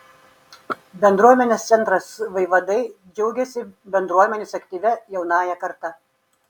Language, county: Lithuanian, Šiauliai